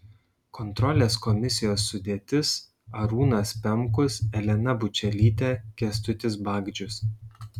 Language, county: Lithuanian, Šiauliai